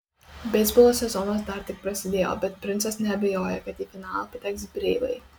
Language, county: Lithuanian, Kaunas